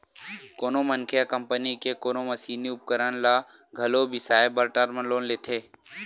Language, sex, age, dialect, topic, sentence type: Chhattisgarhi, male, 18-24, Western/Budati/Khatahi, banking, statement